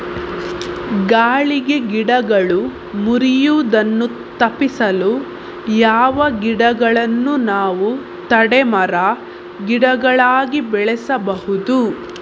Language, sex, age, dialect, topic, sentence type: Kannada, female, 18-24, Coastal/Dakshin, agriculture, question